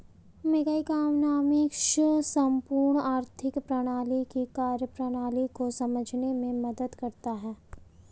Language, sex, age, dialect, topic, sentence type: Hindi, female, 25-30, Marwari Dhudhari, banking, statement